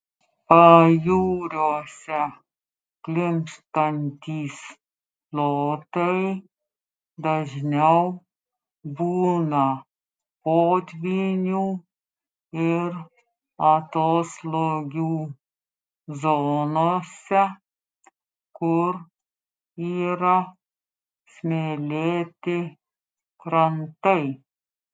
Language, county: Lithuanian, Klaipėda